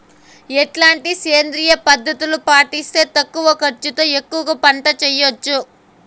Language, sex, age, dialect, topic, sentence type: Telugu, female, 18-24, Southern, agriculture, question